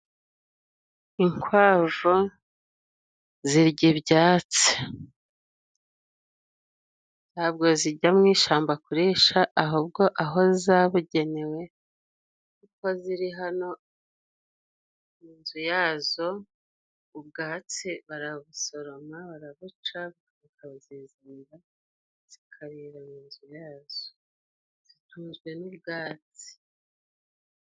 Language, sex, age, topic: Kinyarwanda, female, 36-49, agriculture